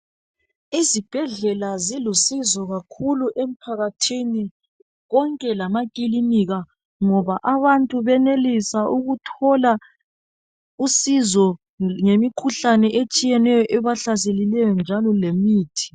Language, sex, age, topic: North Ndebele, female, 36-49, health